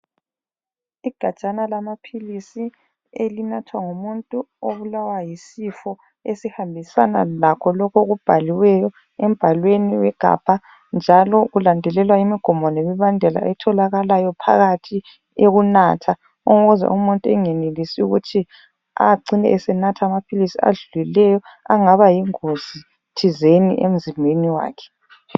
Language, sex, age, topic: North Ndebele, female, 25-35, health